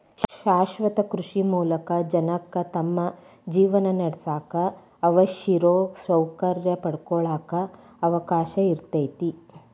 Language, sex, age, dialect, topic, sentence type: Kannada, female, 41-45, Dharwad Kannada, agriculture, statement